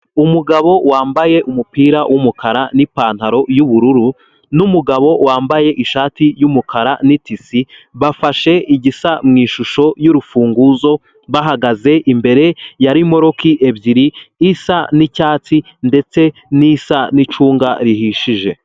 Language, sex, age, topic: Kinyarwanda, male, 18-24, finance